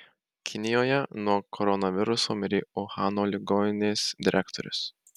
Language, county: Lithuanian, Marijampolė